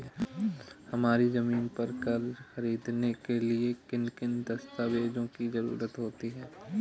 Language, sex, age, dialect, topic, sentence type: Hindi, male, 18-24, Awadhi Bundeli, banking, question